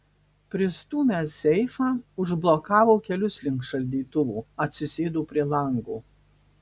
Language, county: Lithuanian, Marijampolė